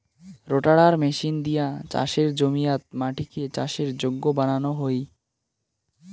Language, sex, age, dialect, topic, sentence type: Bengali, male, <18, Rajbangshi, agriculture, statement